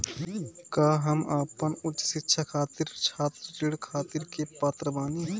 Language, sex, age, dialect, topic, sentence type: Bhojpuri, male, 18-24, Northern, banking, statement